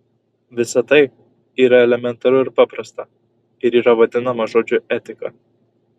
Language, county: Lithuanian, Kaunas